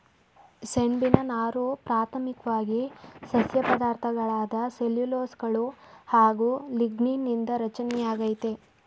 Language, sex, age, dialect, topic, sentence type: Kannada, male, 18-24, Mysore Kannada, agriculture, statement